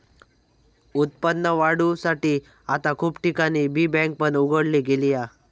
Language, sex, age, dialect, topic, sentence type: Marathi, male, 18-24, Southern Konkan, agriculture, statement